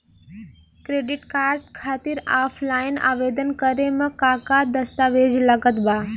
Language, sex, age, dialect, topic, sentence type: Bhojpuri, female, 18-24, Southern / Standard, banking, question